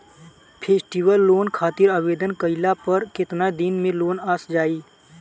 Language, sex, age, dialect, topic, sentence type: Bhojpuri, male, 18-24, Southern / Standard, banking, question